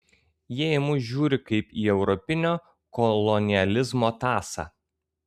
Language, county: Lithuanian, Kaunas